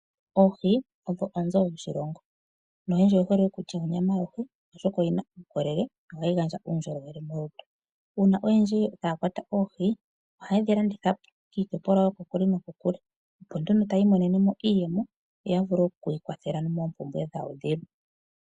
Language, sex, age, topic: Oshiwambo, female, 25-35, agriculture